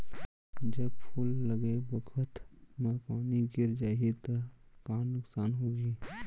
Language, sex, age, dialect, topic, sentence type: Chhattisgarhi, male, 56-60, Central, agriculture, question